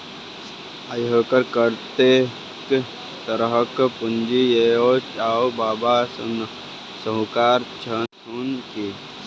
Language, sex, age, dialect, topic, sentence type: Maithili, male, 18-24, Bajjika, banking, statement